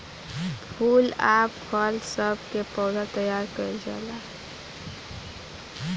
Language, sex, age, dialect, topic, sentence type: Bhojpuri, female, <18, Southern / Standard, agriculture, statement